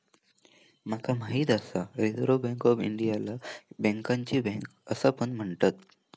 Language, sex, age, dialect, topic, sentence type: Marathi, male, 18-24, Southern Konkan, banking, statement